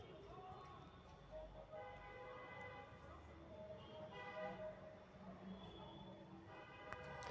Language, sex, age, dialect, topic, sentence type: Magahi, female, 18-24, Western, banking, statement